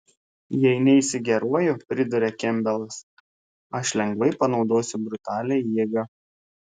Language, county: Lithuanian, Šiauliai